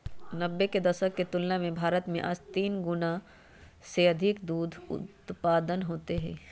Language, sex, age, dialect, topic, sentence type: Magahi, female, 31-35, Western, agriculture, statement